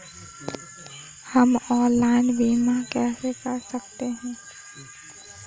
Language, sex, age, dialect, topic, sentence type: Hindi, female, 18-24, Kanauji Braj Bhasha, banking, question